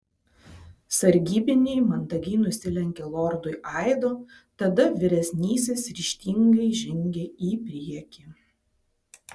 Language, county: Lithuanian, Vilnius